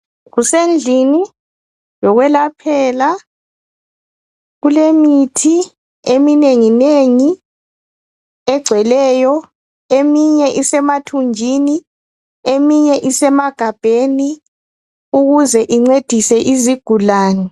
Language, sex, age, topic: North Ndebele, female, 36-49, health